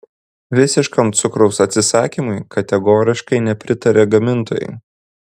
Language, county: Lithuanian, Kaunas